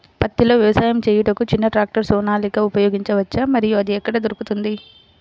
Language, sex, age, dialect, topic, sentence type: Telugu, female, 60-100, Central/Coastal, agriculture, question